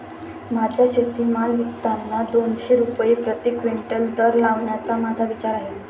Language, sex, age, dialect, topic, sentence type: Marathi, male, 18-24, Standard Marathi, agriculture, statement